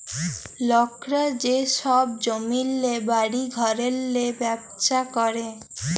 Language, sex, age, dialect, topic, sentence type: Bengali, female, 18-24, Jharkhandi, banking, statement